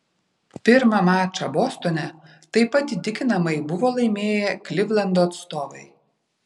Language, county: Lithuanian, Vilnius